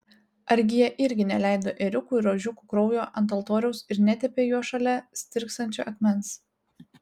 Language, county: Lithuanian, Telšiai